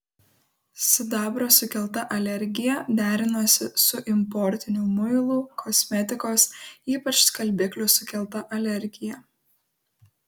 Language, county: Lithuanian, Kaunas